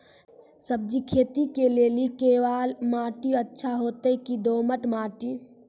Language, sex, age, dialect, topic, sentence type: Maithili, female, 46-50, Angika, agriculture, question